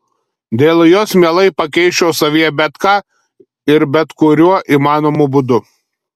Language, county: Lithuanian, Telšiai